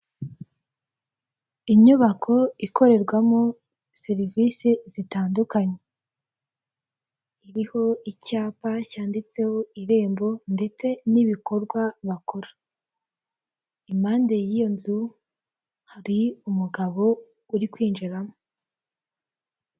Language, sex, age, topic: Kinyarwanda, female, 18-24, government